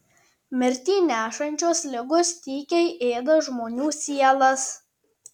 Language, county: Lithuanian, Tauragė